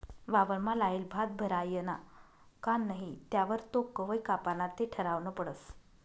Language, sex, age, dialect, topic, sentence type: Marathi, female, 25-30, Northern Konkan, agriculture, statement